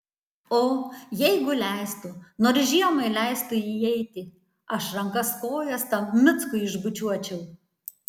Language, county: Lithuanian, Tauragė